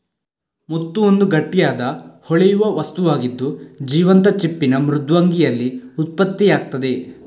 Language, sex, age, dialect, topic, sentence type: Kannada, male, 41-45, Coastal/Dakshin, agriculture, statement